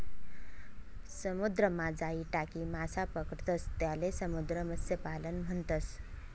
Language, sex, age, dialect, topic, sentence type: Marathi, male, 18-24, Northern Konkan, agriculture, statement